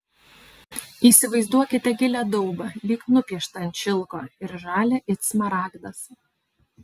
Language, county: Lithuanian, Alytus